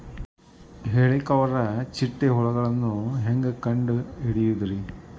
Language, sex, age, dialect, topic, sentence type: Kannada, male, 41-45, Dharwad Kannada, agriculture, question